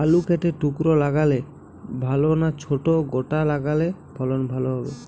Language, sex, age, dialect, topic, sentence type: Bengali, male, <18, Western, agriculture, question